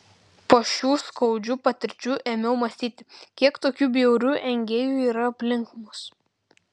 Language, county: Lithuanian, Vilnius